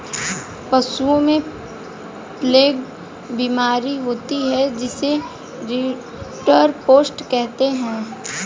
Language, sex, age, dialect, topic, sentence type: Hindi, female, 18-24, Hindustani Malvi Khadi Boli, agriculture, statement